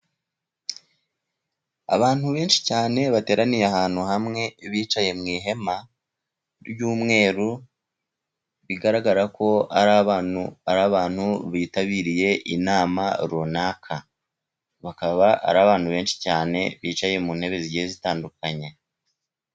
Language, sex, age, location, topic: Kinyarwanda, male, 36-49, Musanze, government